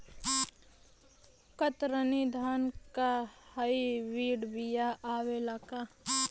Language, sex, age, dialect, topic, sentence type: Bhojpuri, female, 18-24, Western, agriculture, question